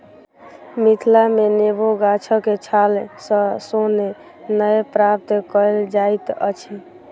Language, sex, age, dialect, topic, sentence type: Maithili, female, 31-35, Southern/Standard, agriculture, statement